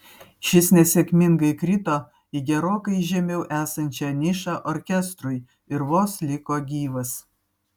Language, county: Lithuanian, Vilnius